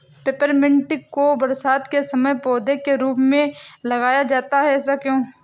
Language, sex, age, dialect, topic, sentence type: Hindi, female, 18-24, Awadhi Bundeli, agriculture, question